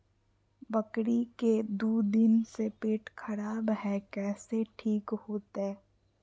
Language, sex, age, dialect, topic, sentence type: Magahi, female, 41-45, Southern, agriculture, question